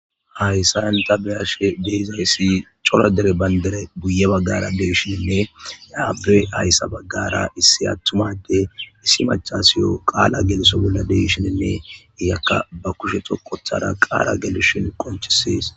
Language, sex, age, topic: Gamo, male, 25-35, government